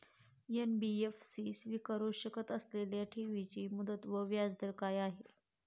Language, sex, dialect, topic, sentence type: Marathi, female, Standard Marathi, banking, question